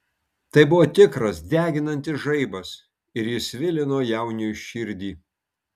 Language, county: Lithuanian, Kaunas